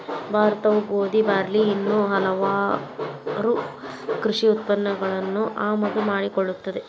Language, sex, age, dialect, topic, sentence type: Kannada, male, 41-45, Dharwad Kannada, agriculture, statement